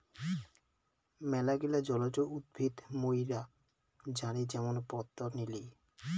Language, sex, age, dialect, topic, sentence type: Bengali, male, 18-24, Rajbangshi, agriculture, statement